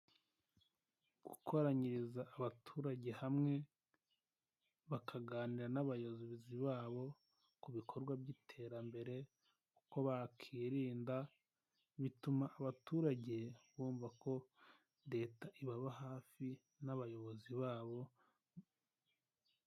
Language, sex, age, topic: Kinyarwanda, male, 18-24, health